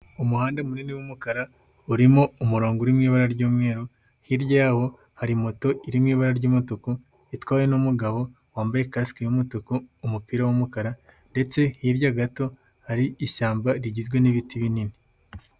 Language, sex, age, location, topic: Kinyarwanda, male, 18-24, Nyagatare, finance